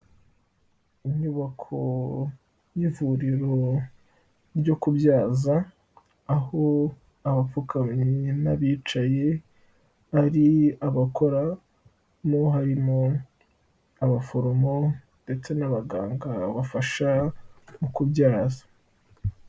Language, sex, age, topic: Kinyarwanda, male, 18-24, health